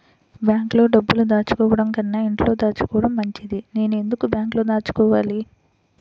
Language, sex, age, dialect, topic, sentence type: Telugu, female, 25-30, Central/Coastal, banking, question